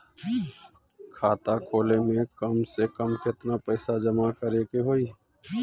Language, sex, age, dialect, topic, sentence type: Bhojpuri, male, 41-45, Northern, banking, question